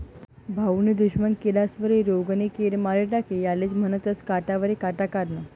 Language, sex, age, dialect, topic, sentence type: Marathi, female, 18-24, Northern Konkan, agriculture, statement